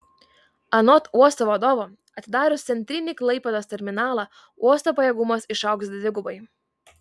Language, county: Lithuanian, Vilnius